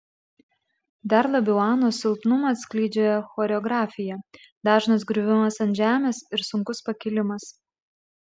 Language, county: Lithuanian, Klaipėda